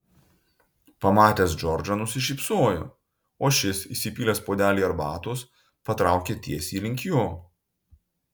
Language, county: Lithuanian, Utena